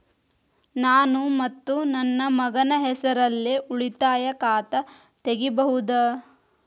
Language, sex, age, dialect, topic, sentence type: Kannada, female, 36-40, Dharwad Kannada, banking, question